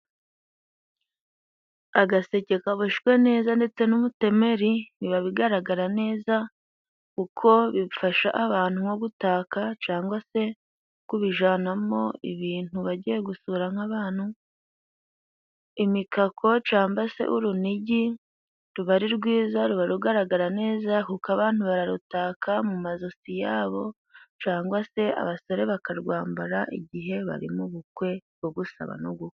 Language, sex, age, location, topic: Kinyarwanda, female, 18-24, Musanze, government